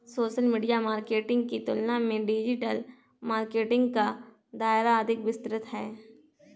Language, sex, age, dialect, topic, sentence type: Hindi, female, 25-30, Marwari Dhudhari, banking, statement